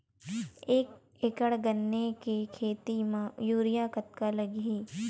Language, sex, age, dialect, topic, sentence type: Chhattisgarhi, female, 18-24, Western/Budati/Khatahi, agriculture, question